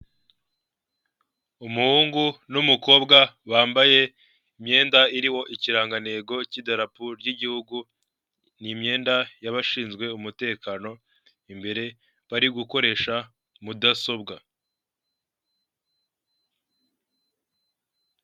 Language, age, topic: Kinyarwanda, 18-24, finance